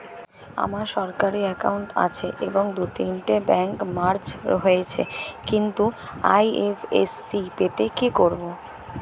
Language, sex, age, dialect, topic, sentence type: Bengali, female, 18-24, Standard Colloquial, banking, question